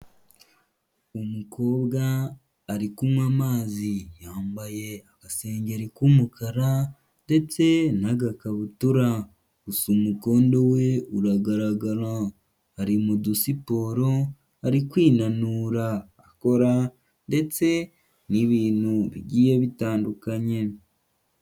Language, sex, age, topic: Kinyarwanda, male, 18-24, health